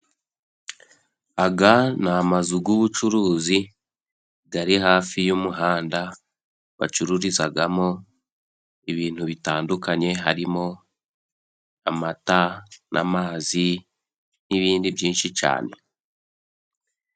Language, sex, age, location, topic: Kinyarwanda, male, 18-24, Musanze, finance